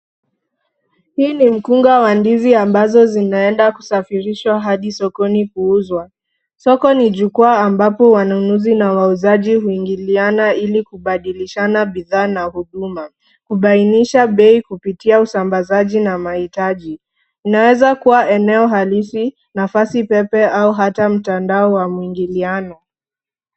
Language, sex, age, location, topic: Swahili, female, 36-49, Nairobi, finance